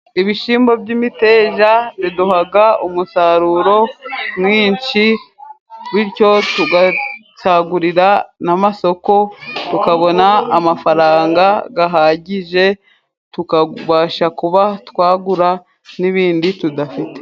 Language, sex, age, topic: Kinyarwanda, female, 25-35, agriculture